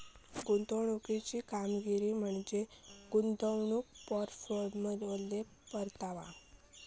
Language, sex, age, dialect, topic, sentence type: Marathi, female, 18-24, Southern Konkan, banking, statement